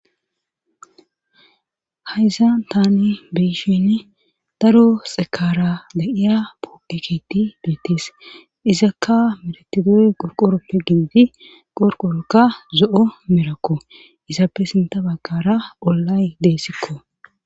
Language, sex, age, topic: Gamo, female, 36-49, government